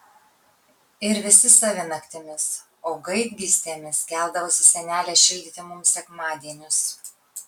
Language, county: Lithuanian, Kaunas